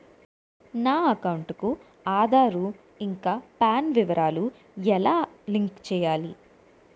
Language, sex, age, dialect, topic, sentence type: Telugu, female, 18-24, Utterandhra, banking, question